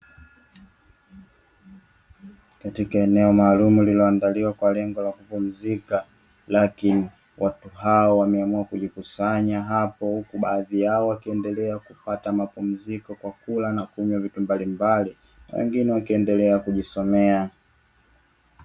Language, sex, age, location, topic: Swahili, male, 25-35, Dar es Salaam, education